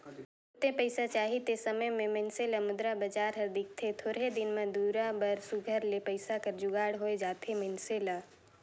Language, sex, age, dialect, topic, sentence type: Chhattisgarhi, female, 18-24, Northern/Bhandar, banking, statement